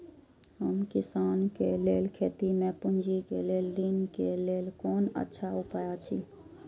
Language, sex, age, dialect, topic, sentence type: Maithili, female, 25-30, Eastern / Thethi, agriculture, question